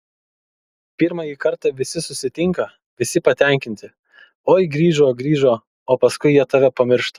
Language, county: Lithuanian, Kaunas